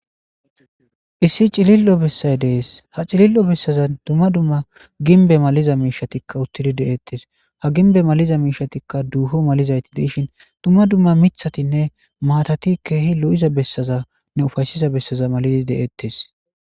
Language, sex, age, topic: Gamo, male, 25-35, government